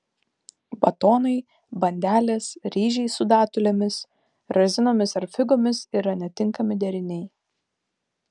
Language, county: Lithuanian, Vilnius